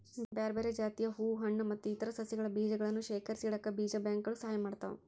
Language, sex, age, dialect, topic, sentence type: Kannada, female, 31-35, Dharwad Kannada, agriculture, statement